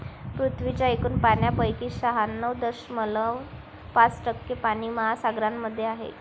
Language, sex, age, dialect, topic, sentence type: Marathi, female, 18-24, Varhadi, agriculture, statement